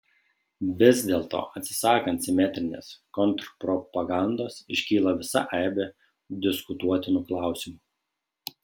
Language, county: Lithuanian, Šiauliai